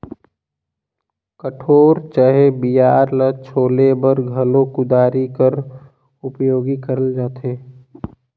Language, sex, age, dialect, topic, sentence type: Chhattisgarhi, male, 18-24, Northern/Bhandar, agriculture, statement